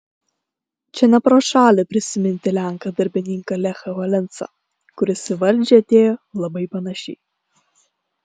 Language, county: Lithuanian, Klaipėda